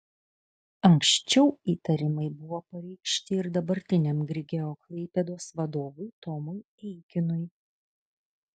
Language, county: Lithuanian, Kaunas